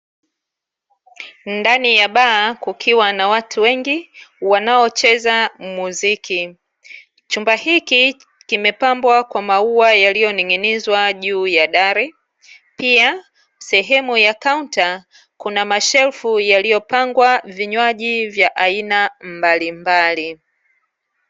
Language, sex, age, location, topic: Swahili, female, 36-49, Dar es Salaam, finance